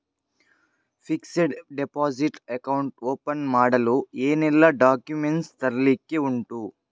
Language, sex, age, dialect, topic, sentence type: Kannada, male, 51-55, Coastal/Dakshin, banking, question